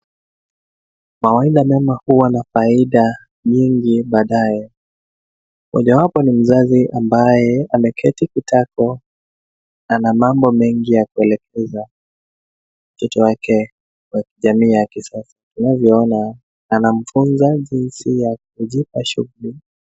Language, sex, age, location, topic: Swahili, male, 25-35, Nairobi, education